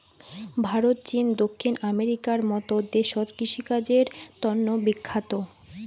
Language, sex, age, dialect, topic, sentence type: Bengali, female, <18, Rajbangshi, agriculture, statement